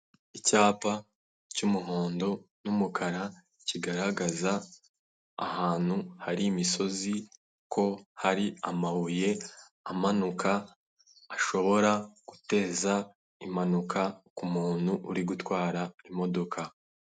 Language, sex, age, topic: Kinyarwanda, male, 18-24, government